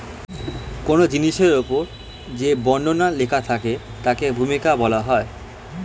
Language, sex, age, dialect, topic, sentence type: Bengali, male, <18, Standard Colloquial, banking, statement